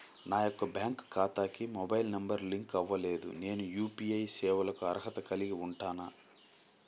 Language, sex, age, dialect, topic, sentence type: Telugu, male, 25-30, Central/Coastal, banking, question